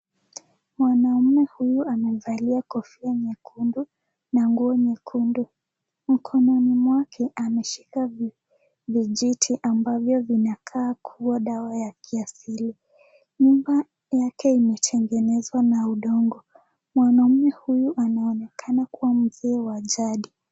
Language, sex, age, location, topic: Swahili, female, 18-24, Nakuru, health